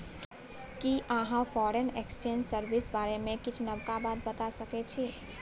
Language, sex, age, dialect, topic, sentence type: Maithili, female, 18-24, Bajjika, banking, statement